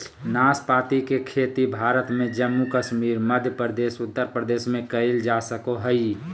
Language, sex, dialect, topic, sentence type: Magahi, male, Southern, agriculture, statement